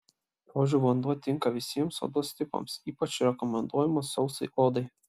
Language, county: Lithuanian, Klaipėda